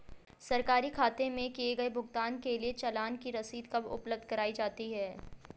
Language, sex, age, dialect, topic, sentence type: Hindi, female, 25-30, Hindustani Malvi Khadi Boli, banking, question